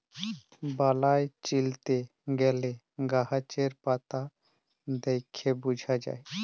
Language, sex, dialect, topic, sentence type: Bengali, male, Jharkhandi, agriculture, statement